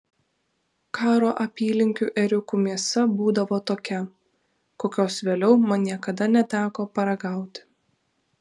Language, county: Lithuanian, Vilnius